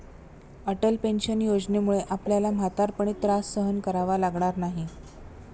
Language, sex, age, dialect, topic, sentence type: Marathi, female, 25-30, Standard Marathi, banking, statement